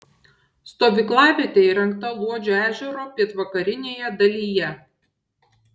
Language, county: Lithuanian, Šiauliai